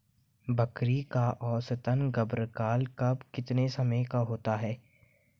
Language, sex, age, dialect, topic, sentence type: Hindi, male, 18-24, Hindustani Malvi Khadi Boli, agriculture, question